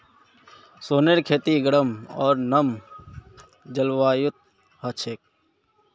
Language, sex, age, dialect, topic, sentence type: Magahi, male, 51-55, Northeastern/Surjapuri, agriculture, statement